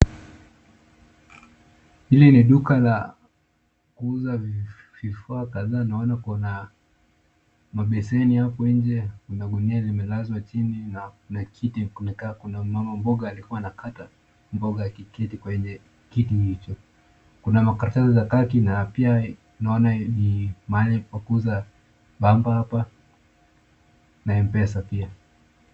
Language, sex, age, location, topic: Swahili, male, 18-24, Nakuru, finance